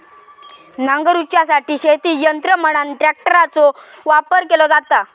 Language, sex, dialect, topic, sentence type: Marathi, male, Southern Konkan, agriculture, statement